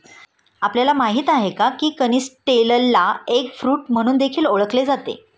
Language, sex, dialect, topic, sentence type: Marathi, female, Standard Marathi, agriculture, statement